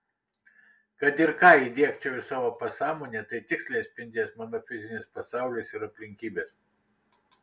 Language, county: Lithuanian, Kaunas